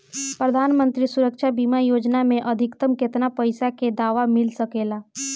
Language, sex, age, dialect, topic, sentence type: Bhojpuri, female, 18-24, Northern, banking, question